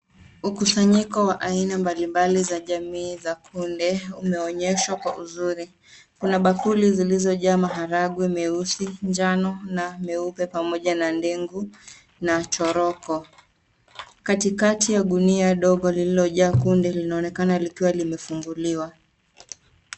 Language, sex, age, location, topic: Swahili, female, 25-35, Nairobi, health